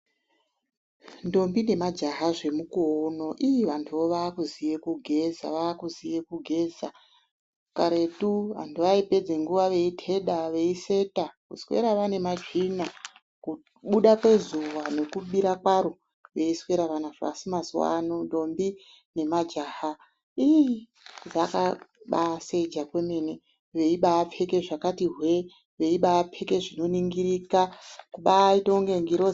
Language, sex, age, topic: Ndau, female, 36-49, health